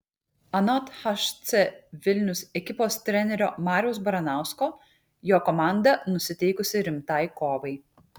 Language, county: Lithuanian, Kaunas